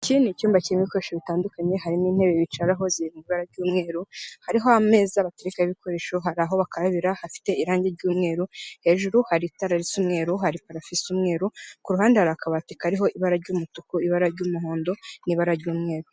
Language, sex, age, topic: Kinyarwanda, female, 18-24, health